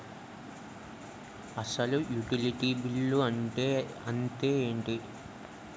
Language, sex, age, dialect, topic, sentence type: Telugu, male, 18-24, Utterandhra, banking, question